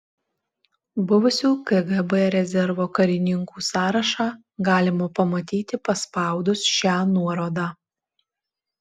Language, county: Lithuanian, Alytus